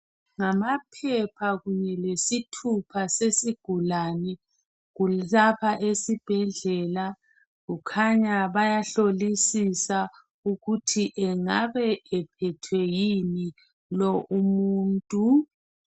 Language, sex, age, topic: North Ndebele, female, 36-49, health